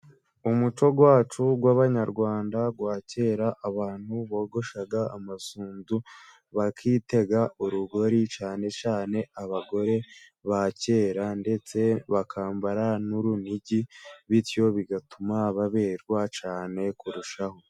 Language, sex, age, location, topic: Kinyarwanda, male, 18-24, Musanze, government